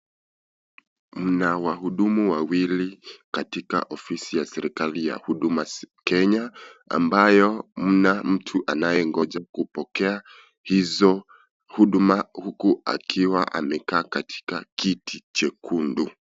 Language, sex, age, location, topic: Swahili, male, 25-35, Kisii, government